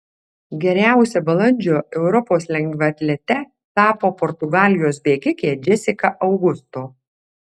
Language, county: Lithuanian, Alytus